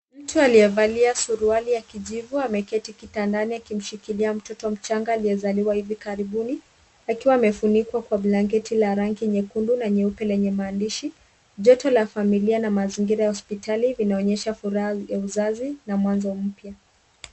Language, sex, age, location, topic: Swahili, female, 18-24, Kisumu, health